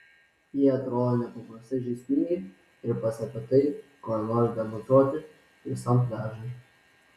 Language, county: Lithuanian, Vilnius